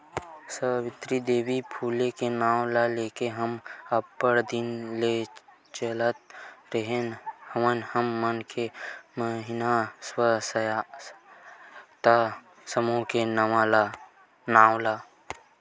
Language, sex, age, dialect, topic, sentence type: Chhattisgarhi, male, 18-24, Western/Budati/Khatahi, banking, statement